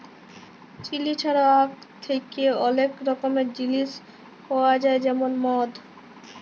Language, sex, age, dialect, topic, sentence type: Bengali, female, 18-24, Jharkhandi, agriculture, statement